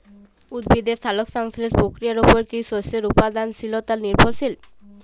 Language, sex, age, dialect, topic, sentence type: Bengali, female, <18, Jharkhandi, agriculture, question